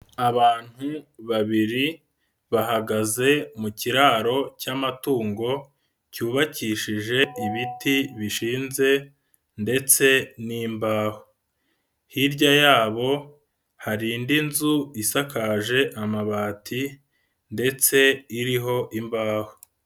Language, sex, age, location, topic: Kinyarwanda, male, 25-35, Nyagatare, agriculture